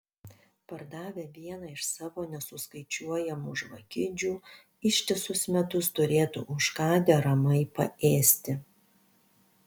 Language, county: Lithuanian, Panevėžys